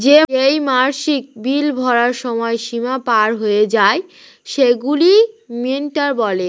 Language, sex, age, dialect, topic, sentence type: Bengali, female, 18-24, Standard Colloquial, banking, statement